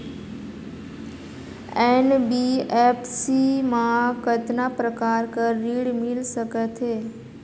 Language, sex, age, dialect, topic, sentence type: Chhattisgarhi, female, 51-55, Northern/Bhandar, banking, question